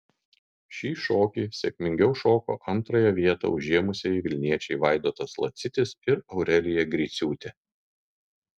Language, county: Lithuanian, Kaunas